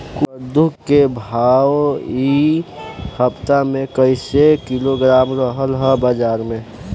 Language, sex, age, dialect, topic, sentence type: Bhojpuri, male, <18, Southern / Standard, agriculture, question